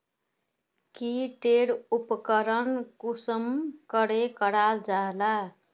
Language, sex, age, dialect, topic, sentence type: Magahi, female, 41-45, Northeastern/Surjapuri, agriculture, question